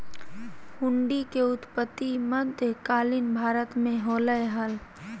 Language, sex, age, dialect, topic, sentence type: Magahi, male, 25-30, Southern, banking, statement